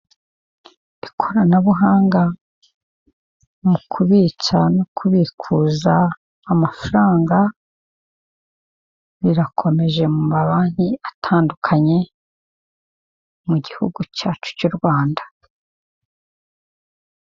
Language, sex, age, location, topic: Kinyarwanda, female, 50+, Kigali, finance